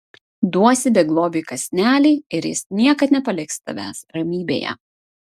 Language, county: Lithuanian, Vilnius